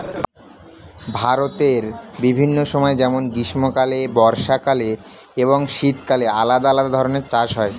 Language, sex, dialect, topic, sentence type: Bengali, male, Standard Colloquial, agriculture, statement